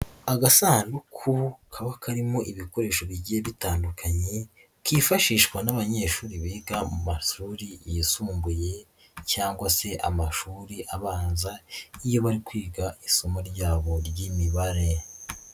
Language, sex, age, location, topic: Kinyarwanda, male, 36-49, Nyagatare, education